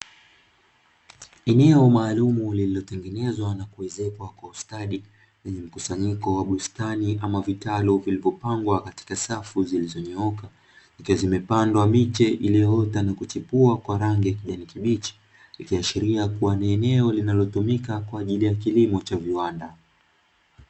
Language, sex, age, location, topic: Swahili, male, 25-35, Dar es Salaam, agriculture